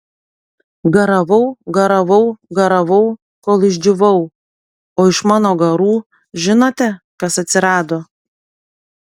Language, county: Lithuanian, Panevėžys